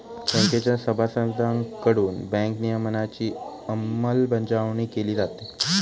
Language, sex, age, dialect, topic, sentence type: Marathi, male, 18-24, Standard Marathi, banking, statement